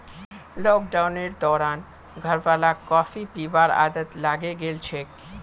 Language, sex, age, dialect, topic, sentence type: Magahi, male, 18-24, Northeastern/Surjapuri, agriculture, statement